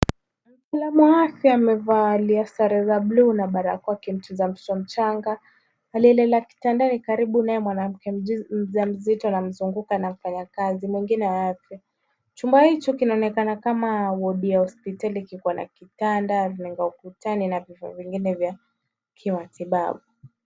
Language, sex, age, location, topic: Swahili, female, 18-24, Kisumu, health